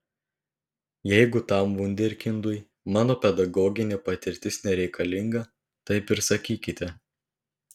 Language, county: Lithuanian, Telšiai